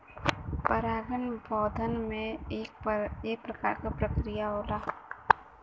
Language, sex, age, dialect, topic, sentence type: Bhojpuri, female, 18-24, Western, agriculture, statement